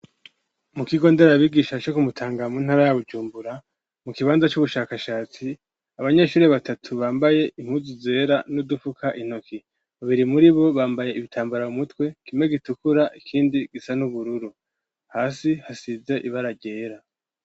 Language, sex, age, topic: Rundi, male, 18-24, education